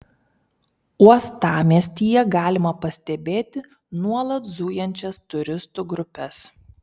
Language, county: Lithuanian, Kaunas